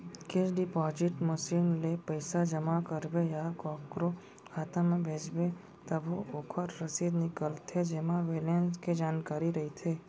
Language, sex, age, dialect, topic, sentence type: Chhattisgarhi, male, 18-24, Central, banking, statement